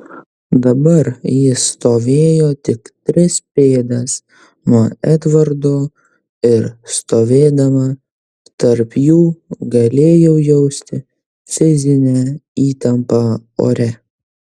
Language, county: Lithuanian, Kaunas